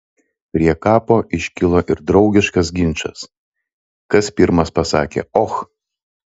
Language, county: Lithuanian, Telšiai